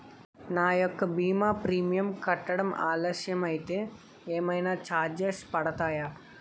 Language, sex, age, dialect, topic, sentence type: Telugu, male, 25-30, Utterandhra, banking, question